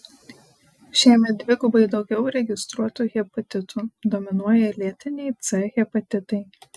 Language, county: Lithuanian, Panevėžys